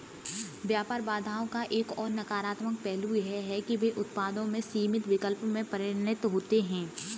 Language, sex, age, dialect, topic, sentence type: Hindi, female, 18-24, Kanauji Braj Bhasha, banking, statement